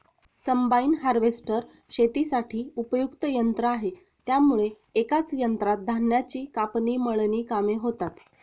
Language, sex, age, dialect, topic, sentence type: Marathi, female, 31-35, Standard Marathi, agriculture, statement